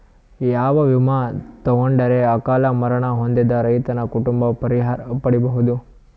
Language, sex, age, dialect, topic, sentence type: Kannada, male, 18-24, Northeastern, agriculture, question